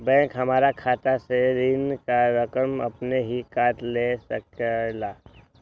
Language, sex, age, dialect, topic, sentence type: Magahi, male, 18-24, Western, banking, question